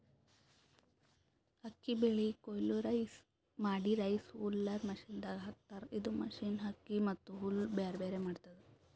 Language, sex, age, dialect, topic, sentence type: Kannada, female, 25-30, Northeastern, agriculture, statement